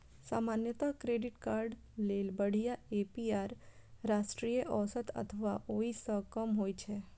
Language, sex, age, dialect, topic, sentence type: Maithili, female, 25-30, Eastern / Thethi, banking, statement